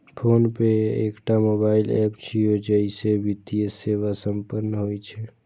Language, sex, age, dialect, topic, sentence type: Maithili, male, 18-24, Eastern / Thethi, banking, statement